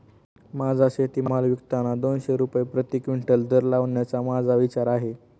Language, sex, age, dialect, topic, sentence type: Marathi, male, 18-24, Standard Marathi, agriculture, statement